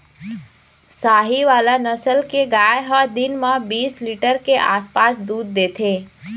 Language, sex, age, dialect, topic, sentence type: Chhattisgarhi, female, 25-30, Eastern, agriculture, statement